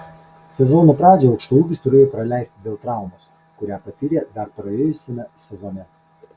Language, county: Lithuanian, Kaunas